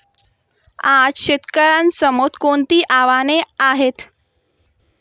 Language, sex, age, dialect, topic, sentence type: Marathi, female, 18-24, Standard Marathi, agriculture, question